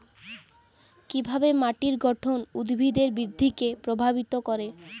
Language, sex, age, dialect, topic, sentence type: Bengali, female, 18-24, Western, agriculture, statement